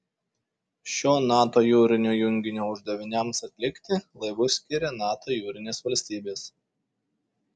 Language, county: Lithuanian, Šiauliai